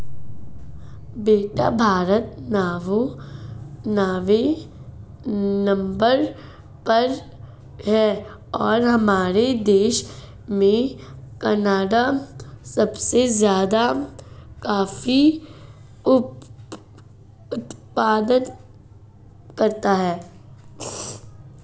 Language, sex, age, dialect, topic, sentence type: Hindi, female, 31-35, Marwari Dhudhari, agriculture, statement